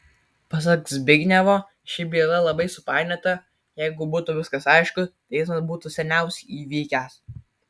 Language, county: Lithuanian, Kaunas